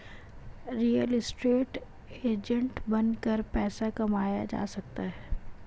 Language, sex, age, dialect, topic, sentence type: Hindi, female, 25-30, Marwari Dhudhari, banking, statement